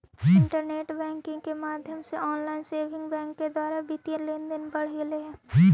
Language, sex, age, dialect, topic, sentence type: Magahi, female, 18-24, Central/Standard, banking, statement